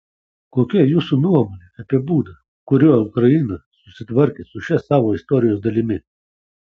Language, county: Lithuanian, Kaunas